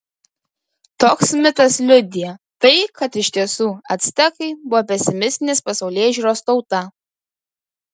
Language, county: Lithuanian, Kaunas